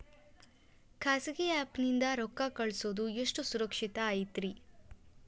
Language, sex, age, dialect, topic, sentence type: Kannada, female, 25-30, Dharwad Kannada, banking, question